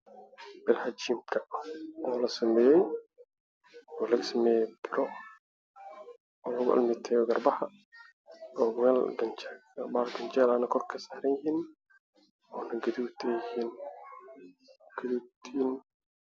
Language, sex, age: Somali, male, 18-24